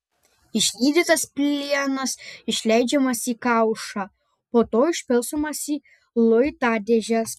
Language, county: Lithuanian, Panevėžys